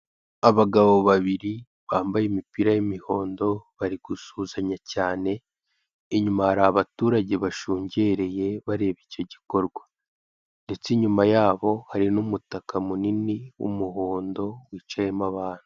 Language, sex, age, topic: Kinyarwanda, male, 18-24, finance